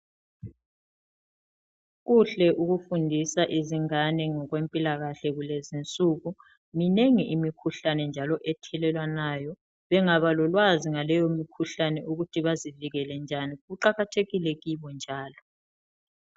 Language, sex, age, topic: North Ndebele, male, 36-49, health